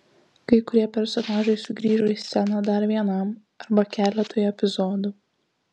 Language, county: Lithuanian, Kaunas